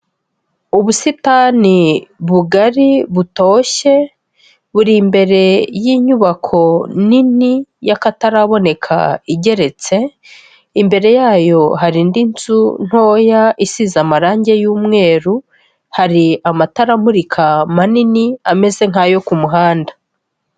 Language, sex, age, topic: Kinyarwanda, female, 36-49, health